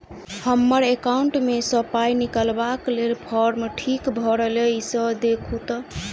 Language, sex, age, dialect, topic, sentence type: Maithili, female, 18-24, Southern/Standard, banking, question